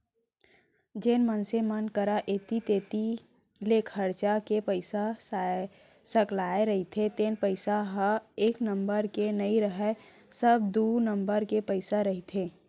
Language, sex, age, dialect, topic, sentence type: Chhattisgarhi, female, 18-24, Central, banking, statement